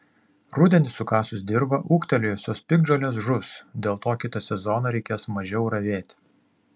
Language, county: Lithuanian, Vilnius